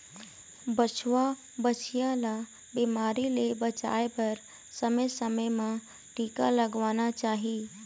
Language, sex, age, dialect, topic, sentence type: Chhattisgarhi, female, 18-24, Eastern, agriculture, statement